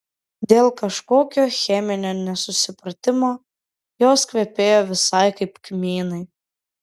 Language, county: Lithuanian, Vilnius